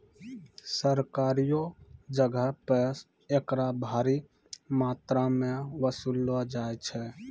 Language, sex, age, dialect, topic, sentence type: Maithili, male, 25-30, Angika, banking, statement